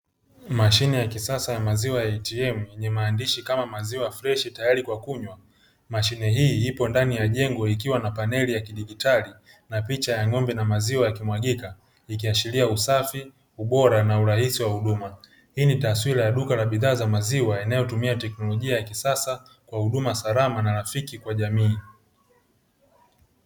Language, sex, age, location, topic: Swahili, male, 25-35, Dar es Salaam, finance